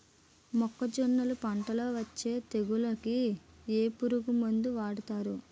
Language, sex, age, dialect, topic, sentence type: Telugu, female, 18-24, Utterandhra, agriculture, question